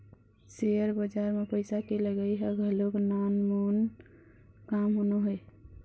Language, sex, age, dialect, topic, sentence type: Chhattisgarhi, female, 51-55, Eastern, banking, statement